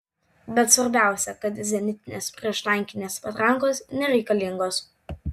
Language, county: Lithuanian, Vilnius